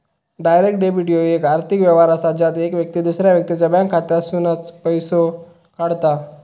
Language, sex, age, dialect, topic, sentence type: Marathi, male, 18-24, Southern Konkan, banking, statement